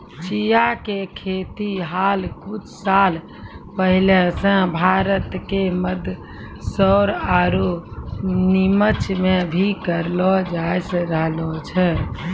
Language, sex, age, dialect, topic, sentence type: Maithili, female, 18-24, Angika, agriculture, statement